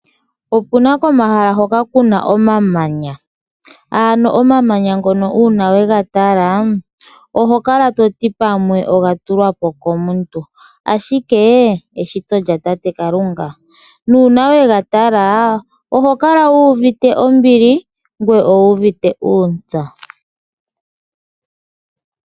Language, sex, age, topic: Oshiwambo, male, 25-35, agriculture